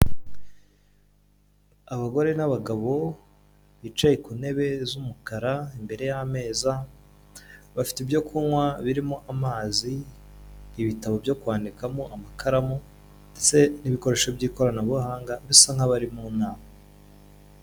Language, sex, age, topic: Kinyarwanda, male, 18-24, government